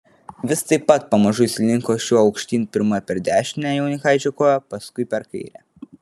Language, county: Lithuanian, Vilnius